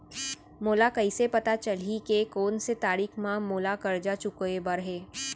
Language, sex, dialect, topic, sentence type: Chhattisgarhi, female, Central, banking, question